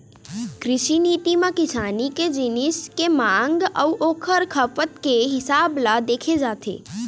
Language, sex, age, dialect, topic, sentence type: Chhattisgarhi, female, 41-45, Eastern, agriculture, statement